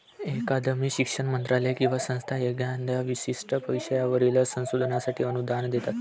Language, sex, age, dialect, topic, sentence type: Marathi, male, 18-24, Varhadi, banking, statement